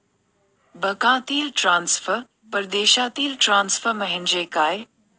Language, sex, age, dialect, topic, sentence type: Marathi, female, 31-35, Northern Konkan, banking, question